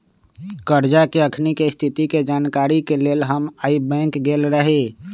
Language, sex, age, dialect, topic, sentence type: Magahi, male, 25-30, Western, banking, statement